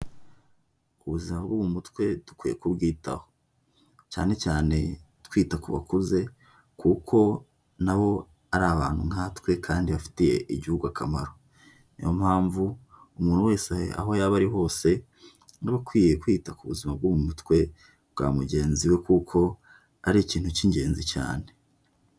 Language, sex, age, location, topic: Kinyarwanda, male, 18-24, Huye, health